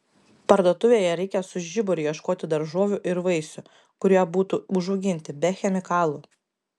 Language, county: Lithuanian, Panevėžys